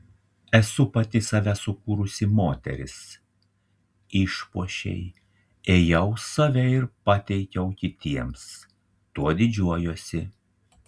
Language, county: Lithuanian, Telšiai